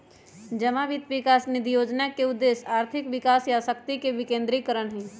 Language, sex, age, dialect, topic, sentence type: Magahi, female, 31-35, Western, banking, statement